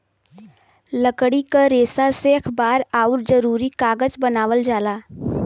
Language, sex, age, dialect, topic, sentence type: Bhojpuri, female, 18-24, Western, agriculture, statement